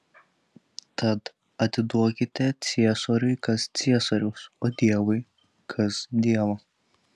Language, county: Lithuanian, Telšiai